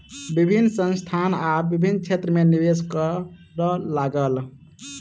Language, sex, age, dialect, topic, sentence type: Maithili, male, 31-35, Southern/Standard, banking, statement